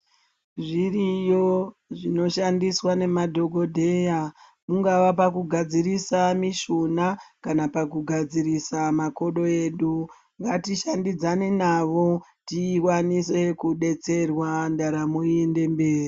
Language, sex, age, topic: Ndau, female, 25-35, health